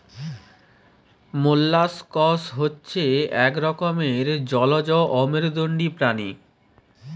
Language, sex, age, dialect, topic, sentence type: Bengali, male, 31-35, Western, agriculture, statement